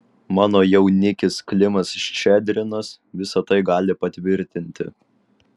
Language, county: Lithuanian, Vilnius